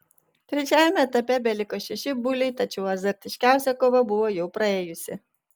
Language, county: Lithuanian, Vilnius